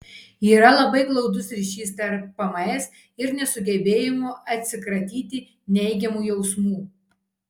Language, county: Lithuanian, Kaunas